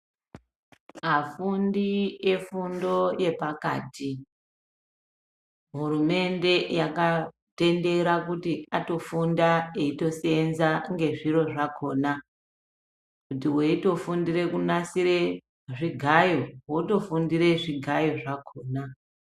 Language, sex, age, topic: Ndau, male, 25-35, education